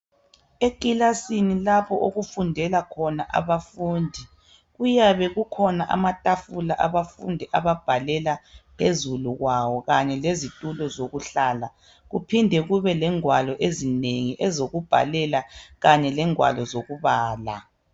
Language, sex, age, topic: North Ndebele, male, 36-49, education